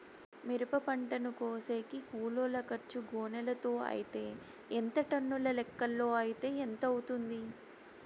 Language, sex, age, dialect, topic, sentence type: Telugu, female, 31-35, Southern, agriculture, question